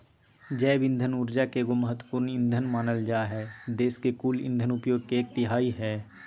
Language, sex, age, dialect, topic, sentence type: Magahi, male, 18-24, Southern, agriculture, statement